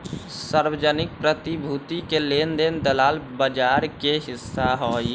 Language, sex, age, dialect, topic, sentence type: Magahi, male, 25-30, Western, banking, statement